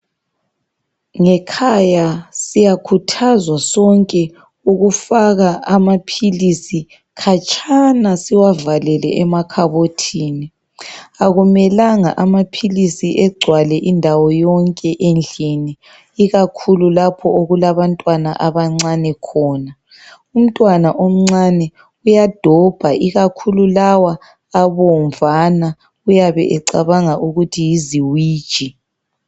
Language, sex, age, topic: North Ndebele, male, 36-49, health